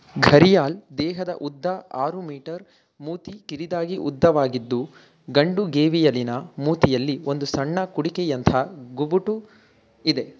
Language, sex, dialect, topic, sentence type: Kannada, male, Mysore Kannada, agriculture, statement